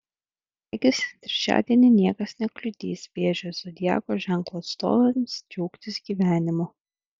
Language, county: Lithuanian, Vilnius